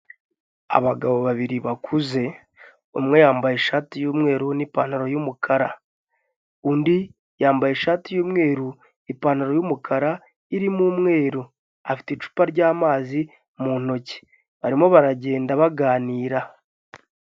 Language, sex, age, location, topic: Kinyarwanda, male, 25-35, Kigali, health